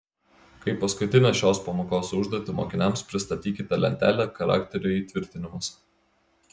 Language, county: Lithuanian, Klaipėda